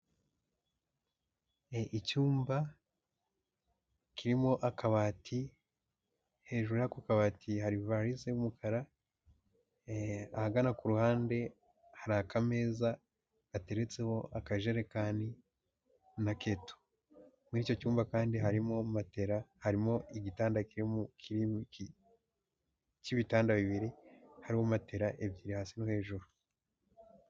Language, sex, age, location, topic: Kinyarwanda, male, 18-24, Huye, education